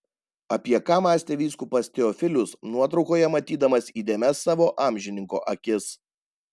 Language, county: Lithuanian, Panevėžys